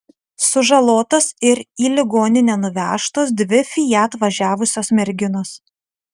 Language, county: Lithuanian, Utena